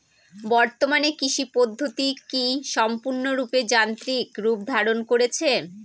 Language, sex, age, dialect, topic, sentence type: Bengali, female, 36-40, Northern/Varendri, agriculture, question